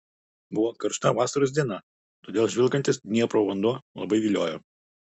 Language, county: Lithuanian, Utena